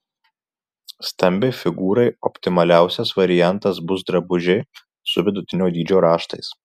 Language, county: Lithuanian, Marijampolė